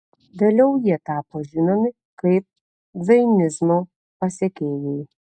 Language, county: Lithuanian, Telšiai